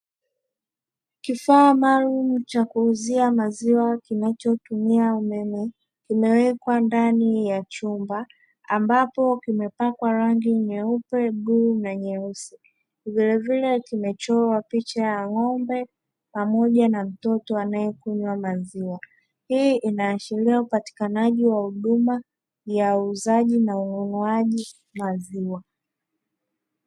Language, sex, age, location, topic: Swahili, male, 36-49, Dar es Salaam, finance